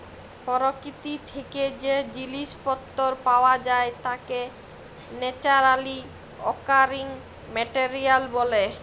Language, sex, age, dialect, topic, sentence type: Bengali, female, 25-30, Jharkhandi, agriculture, statement